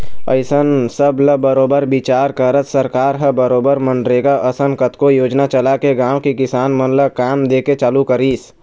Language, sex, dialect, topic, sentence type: Chhattisgarhi, male, Eastern, banking, statement